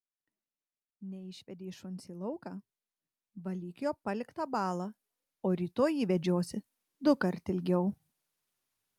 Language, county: Lithuanian, Tauragė